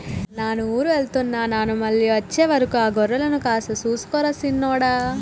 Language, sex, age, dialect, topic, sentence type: Telugu, female, 41-45, Telangana, agriculture, statement